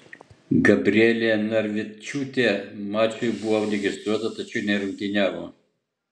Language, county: Lithuanian, Utena